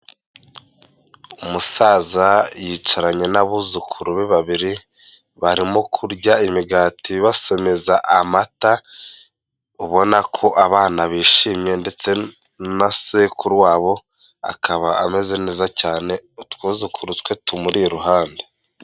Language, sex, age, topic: Kinyarwanda, male, 18-24, health